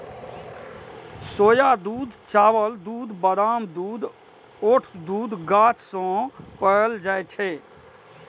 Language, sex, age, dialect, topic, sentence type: Maithili, male, 46-50, Eastern / Thethi, agriculture, statement